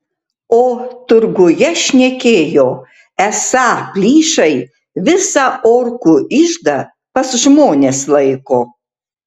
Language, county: Lithuanian, Tauragė